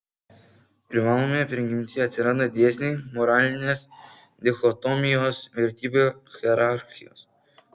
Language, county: Lithuanian, Kaunas